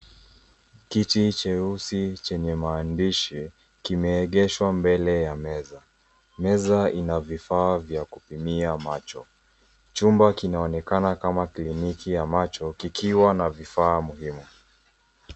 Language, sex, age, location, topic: Swahili, female, 18-24, Nairobi, health